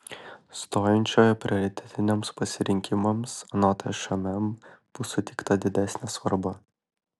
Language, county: Lithuanian, Klaipėda